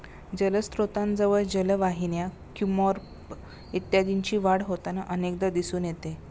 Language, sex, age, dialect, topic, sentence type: Marathi, female, 25-30, Standard Marathi, agriculture, statement